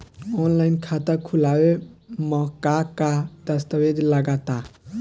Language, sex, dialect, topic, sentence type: Bhojpuri, male, Southern / Standard, banking, question